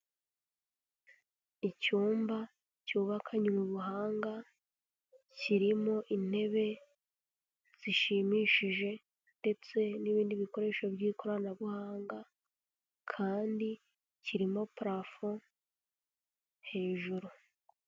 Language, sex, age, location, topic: Kinyarwanda, female, 18-24, Huye, health